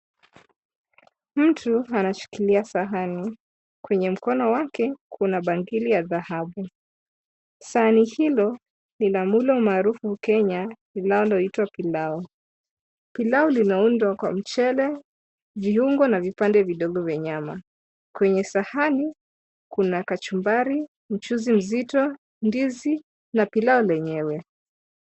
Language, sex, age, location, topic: Swahili, female, 25-35, Mombasa, agriculture